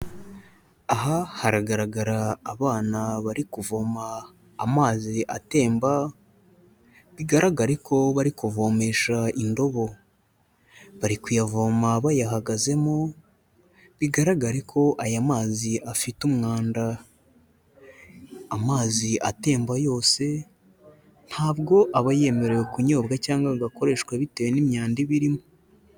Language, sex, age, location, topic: Kinyarwanda, male, 18-24, Kigali, health